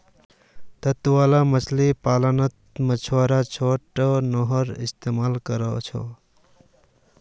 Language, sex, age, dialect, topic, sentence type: Magahi, male, 31-35, Northeastern/Surjapuri, agriculture, statement